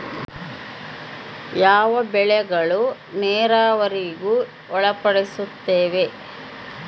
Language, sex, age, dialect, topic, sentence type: Kannada, female, 51-55, Central, agriculture, question